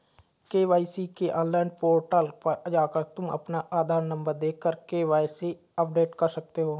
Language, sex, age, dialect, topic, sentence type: Hindi, male, 25-30, Kanauji Braj Bhasha, banking, statement